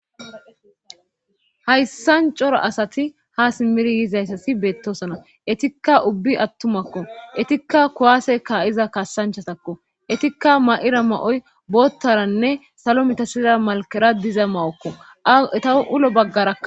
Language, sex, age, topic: Gamo, female, 25-35, government